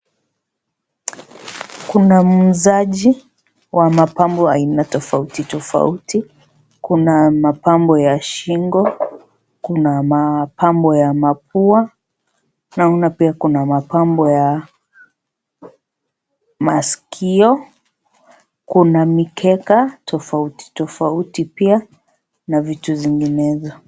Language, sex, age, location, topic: Swahili, female, 25-35, Kisii, finance